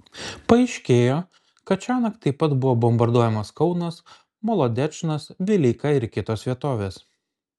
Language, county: Lithuanian, Kaunas